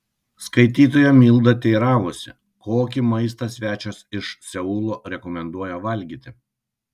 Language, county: Lithuanian, Kaunas